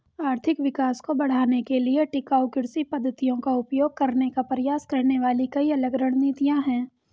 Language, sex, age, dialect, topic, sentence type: Hindi, female, 18-24, Hindustani Malvi Khadi Boli, agriculture, statement